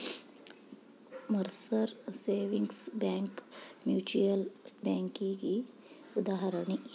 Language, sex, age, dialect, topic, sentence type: Kannada, female, 25-30, Dharwad Kannada, banking, statement